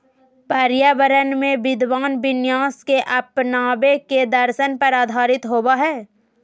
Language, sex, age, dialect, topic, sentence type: Magahi, female, 25-30, Southern, agriculture, statement